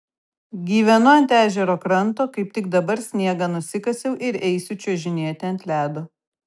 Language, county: Lithuanian, Kaunas